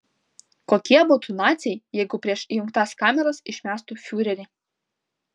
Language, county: Lithuanian, Vilnius